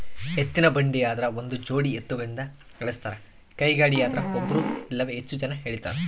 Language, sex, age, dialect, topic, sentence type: Kannada, male, 31-35, Central, agriculture, statement